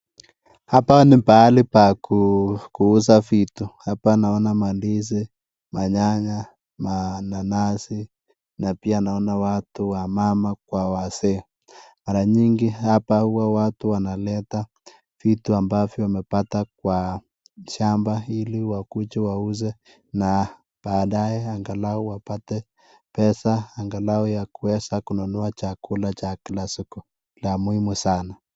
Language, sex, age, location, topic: Swahili, male, 25-35, Nakuru, finance